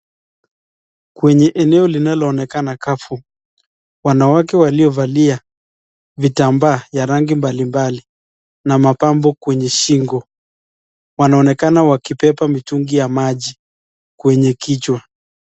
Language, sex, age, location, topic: Swahili, male, 25-35, Nakuru, health